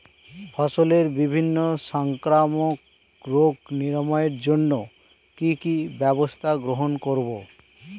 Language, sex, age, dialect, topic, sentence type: Bengali, male, 36-40, Standard Colloquial, agriculture, question